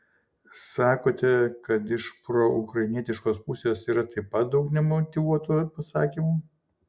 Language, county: Lithuanian, Šiauliai